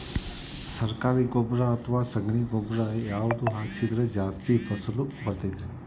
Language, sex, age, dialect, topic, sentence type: Kannada, male, 41-45, Dharwad Kannada, agriculture, question